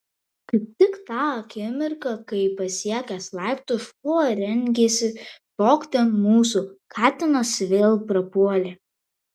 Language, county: Lithuanian, Vilnius